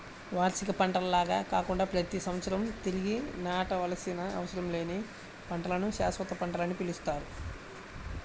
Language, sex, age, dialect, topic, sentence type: Telugu, male, 25-30, Central/Coastal, agriculture, statement